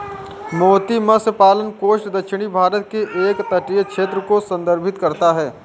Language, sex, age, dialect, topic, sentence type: Hindi, male, 60-100, Marwari Dhudhari, agriculture, statement